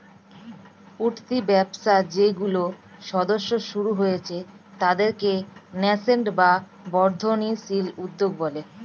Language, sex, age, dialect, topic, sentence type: Bengali, female, 25-30, Standard Colloquial, banking, statement